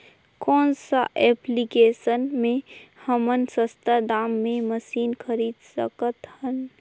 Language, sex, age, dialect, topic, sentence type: Chhattisgarhi, female, 18-24, Northern/Bhandar, agriculture, question